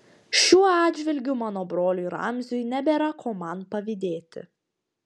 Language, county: Lithuanian, Panevėžys